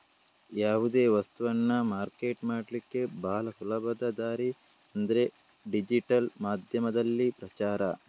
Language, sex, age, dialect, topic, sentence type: Kannada, male, 18-24, Coastal/Dakshin, banking, statement